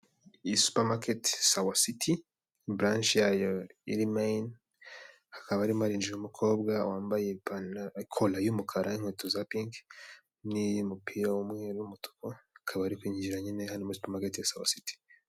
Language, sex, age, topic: Kinyarwanda, male, 18-24, finance